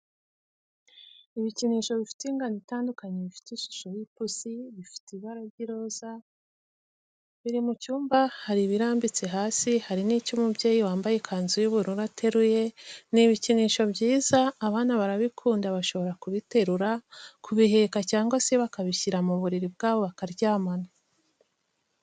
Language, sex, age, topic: Kinyarwanda, female, 25-35, education